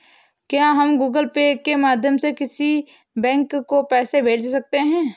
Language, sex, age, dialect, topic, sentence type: Hindi, female, 18-24, Awadhi Bundeli, banking, question